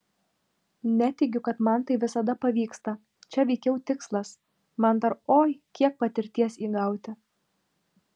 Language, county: Lithuanian, Vilnius